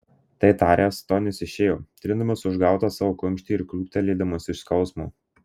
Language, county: Lithuanian, Marijampolė